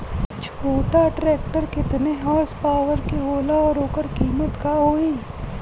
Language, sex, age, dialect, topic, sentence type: Bhojpuri, female, 18-24, Western, agriculture, question